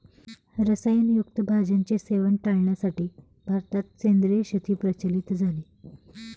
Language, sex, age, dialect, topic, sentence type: Marathi, female, 25-30, Standard Marathi, agriculture, statement